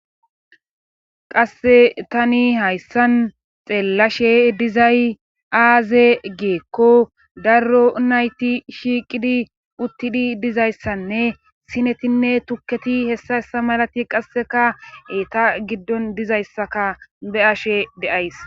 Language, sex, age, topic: Gamo, female, 25-35, government